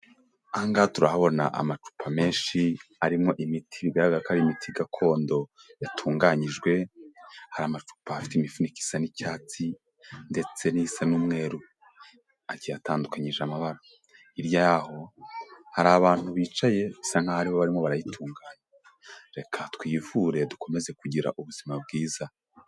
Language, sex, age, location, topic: Kinyarwanda, male, 18-24, Huye, health